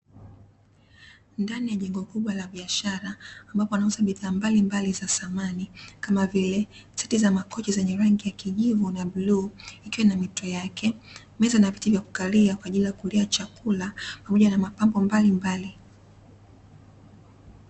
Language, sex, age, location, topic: Swahili, female, 25-35, Dar es Salaam, finance